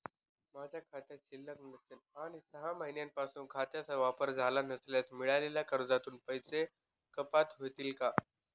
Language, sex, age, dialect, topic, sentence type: Marathi, male, 25-30, Northern Konkan, banking, question